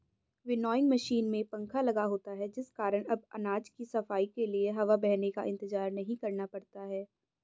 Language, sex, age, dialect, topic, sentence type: Hindi, female, 18-24, Hindustani Malvi Khadi Boli, agriculture, statement